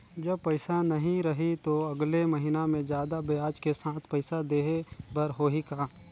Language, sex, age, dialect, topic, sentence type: Chhattisgarhi, male, 31-35, Northern/Bhandar, banking, question